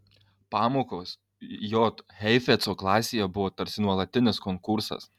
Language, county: Lithuanian, Kaunas